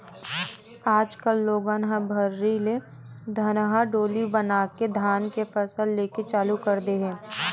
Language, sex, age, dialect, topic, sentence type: Chhattisgarhi, female, 18-24, Western/Budati/Khatahi, agriculture, statement